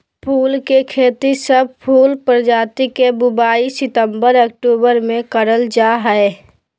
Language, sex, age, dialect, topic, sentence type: Magahi, female, 18-24, Southern, agriculture, statement